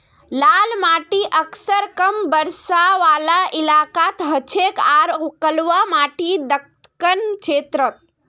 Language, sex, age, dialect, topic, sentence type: Magahi, female, 25-30, Northeastern/Surjapuri, agriculture, statement